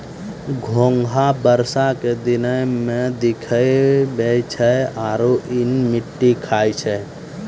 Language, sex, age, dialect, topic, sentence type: Maithili, male, 18-24, Angika, agriculture, statement